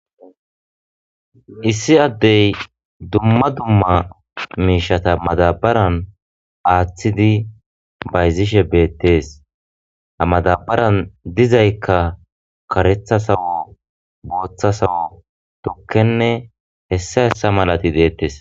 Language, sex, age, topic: Gamo, male, 25-35, agriculture